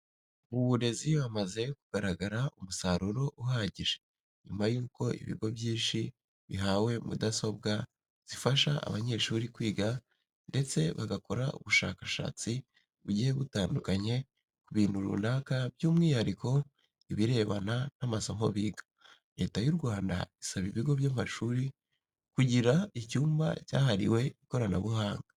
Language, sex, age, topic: Kinyarwanda, male, 18-24, education